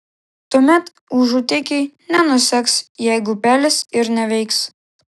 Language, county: Lithuanian, Klaipėda